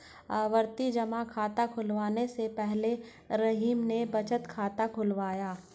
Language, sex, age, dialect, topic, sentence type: Hindi, female, 46-50, Hindustani Malvi Khadi Boli, banking, statement